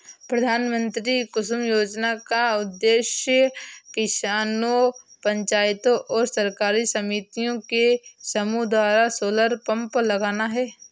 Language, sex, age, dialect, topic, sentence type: Hindi, female, 18-24, Marwari Dhudhari, agriculture, statement